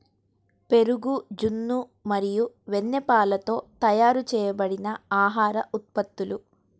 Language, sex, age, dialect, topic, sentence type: Telugu, male, 31-35, Central/Coastal, agriculture, statement